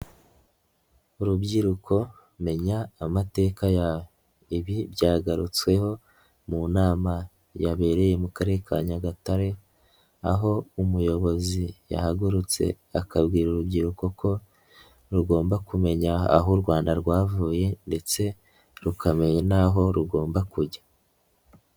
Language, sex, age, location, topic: Kinyarwanda, male, 18-24, Nyagatare, government